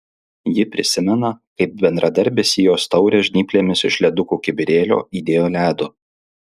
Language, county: Lithuanian, Alytus